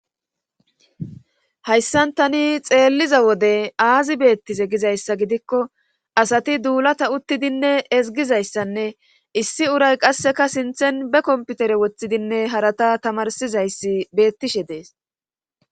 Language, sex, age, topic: Gamo, female, 36-49, government